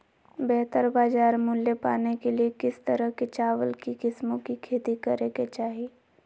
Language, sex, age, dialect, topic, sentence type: Magahi, male, 18-24, Southern, agriculture, question